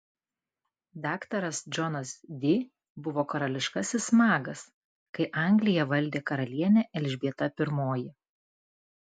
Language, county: Lithuanian, Klaipėda